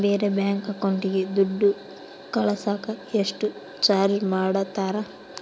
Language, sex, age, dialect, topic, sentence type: Kannada, female, 18-24, Central, banking, question